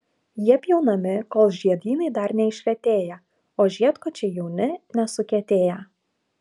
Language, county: Lithuanian, Klaipėda